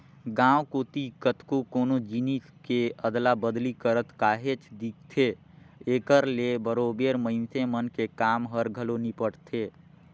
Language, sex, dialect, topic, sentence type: Chhattisgarhi, male, Northern/Bhandar, banking, statement